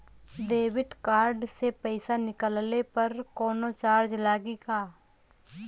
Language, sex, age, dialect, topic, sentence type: Bhojpuri, female, 25-30, Western, banking, question